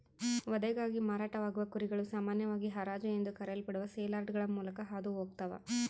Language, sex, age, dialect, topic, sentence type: Kannada, female, 25-30, Central, agriculture, statement